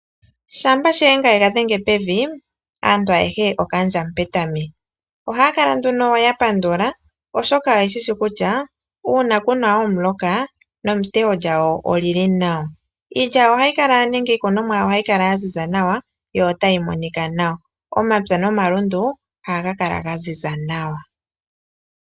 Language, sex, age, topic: Oshiwambo, female, 25-35, agriculture